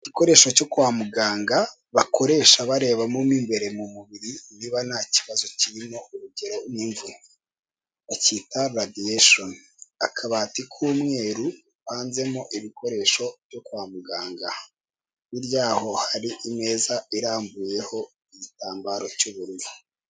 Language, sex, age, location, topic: Kinyarwanda, male, 18-24, Kigali, health